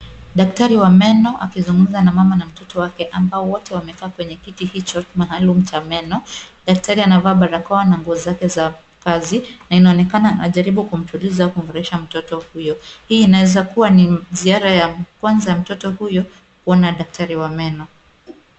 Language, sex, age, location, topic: Swahili, female, 25-35, Kisumu, health